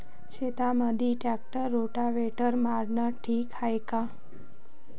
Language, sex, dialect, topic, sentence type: Marathi, female, Varhadi, agriculture, question